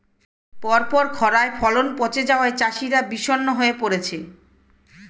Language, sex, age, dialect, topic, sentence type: Bengali, female, 41-45, Standard Colloquial, agriculture, question